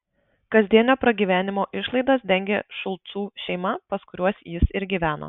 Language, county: Lithuanian, Marijampolė